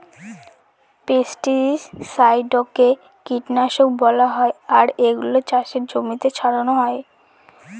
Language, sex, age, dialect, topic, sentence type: Bengali, female, <18, Northern/Varendri, agriculture, statement